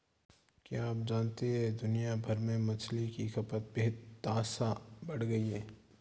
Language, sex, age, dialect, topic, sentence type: Hindi, male, 46-50, Marwari Dhudhari, agriculture, statement